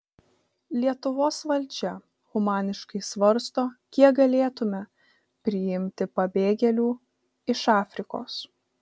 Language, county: Lithuanian, Vilnius